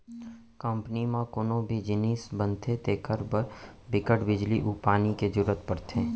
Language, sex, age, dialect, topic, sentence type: Chhattisgarhi, male, 25-30, Central, agriculture, statement